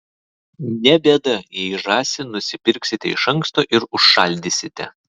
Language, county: Lithuanian, Vilnius